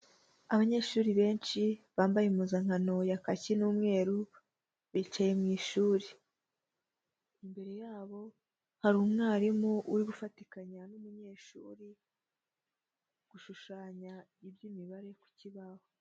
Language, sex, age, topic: Kinyarwanda, female, 18-24, education